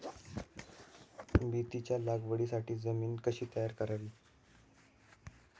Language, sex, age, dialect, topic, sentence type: Marathi, male, 18-24, Standard Marathi, agriculture, question